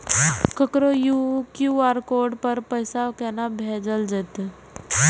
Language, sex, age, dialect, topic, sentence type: Maithili, female, 18-24, Eastern / Thethi, banking, question